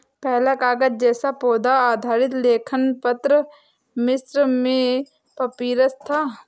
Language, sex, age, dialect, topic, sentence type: Hindi, female, 46-50, Awadhi Bundeli, agriculture, statement